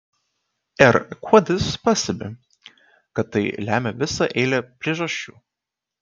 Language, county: Lithuanian, Kaunas